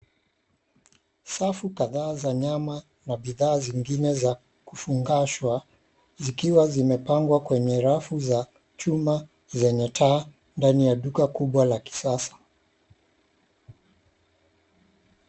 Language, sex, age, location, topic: Swahili, male, 36-49, Mombasa, government